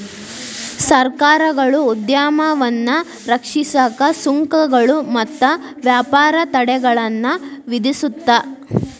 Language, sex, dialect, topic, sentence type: Kannada, female, Dharwad Kannada, banking, statement